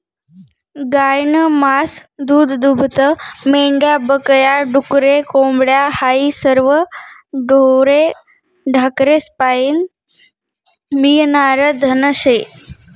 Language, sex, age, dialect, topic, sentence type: Marathi, female, 31-35, Northern Konkan, agriculture, statement